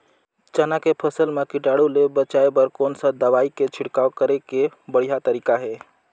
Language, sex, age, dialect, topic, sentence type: Chhattisgarhi, male, 25-30, Northern/Bhandar, agriculture, question